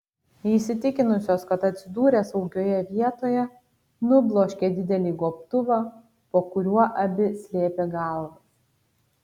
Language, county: Lithuanian, Kaunas